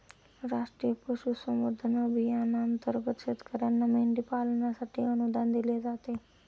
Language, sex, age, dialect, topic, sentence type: Marathi, male, 25-30, Standard Marathi, agriculture, statement